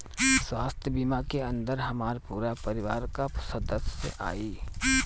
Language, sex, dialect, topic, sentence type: Bhojpuri, male, Northern, banking, question